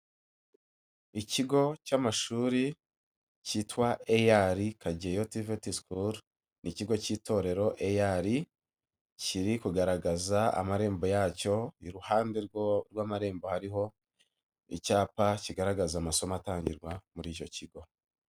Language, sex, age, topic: Kinyarwanda, male, 25-35, education